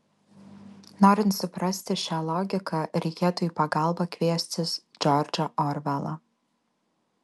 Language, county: Lithuanian, Alytus